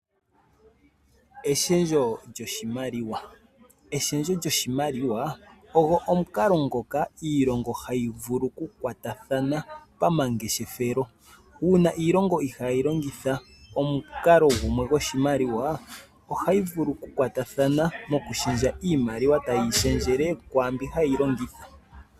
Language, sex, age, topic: Oshiwambo, male, 25-35, finance